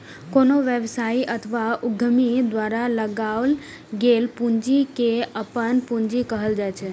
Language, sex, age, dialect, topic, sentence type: Maithili, female, 25-30, Eastern / Thethi, banking, statement